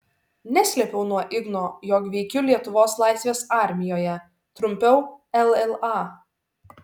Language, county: Lithuanian, Šiauliai